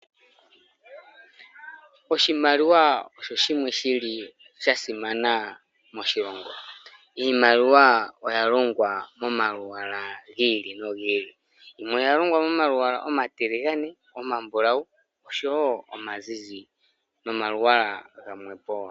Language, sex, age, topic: Oshiwambo, male, 25-35, finance